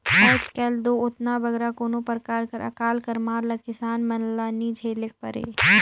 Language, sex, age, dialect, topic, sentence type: Chhattisgarhi, female, 18-24, Northern/Bhandar, agriculture, statement